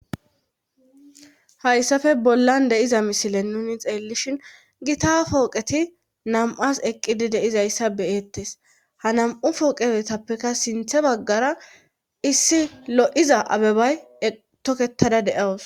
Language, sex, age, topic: Gamo, female, 25-35, government